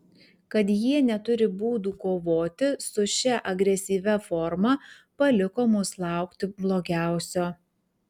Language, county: Lithuanian, Kaunas